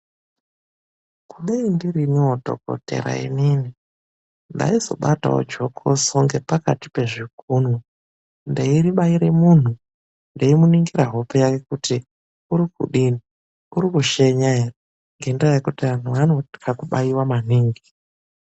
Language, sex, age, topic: Ndau, male, 25-35, health